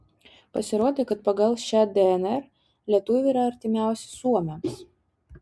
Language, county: Lithuanian, Utena